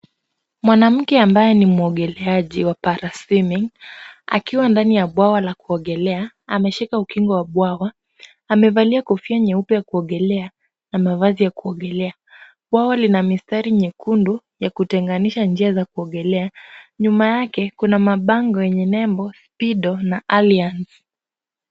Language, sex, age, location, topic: Swahili, female, 25-35, Kisumu, education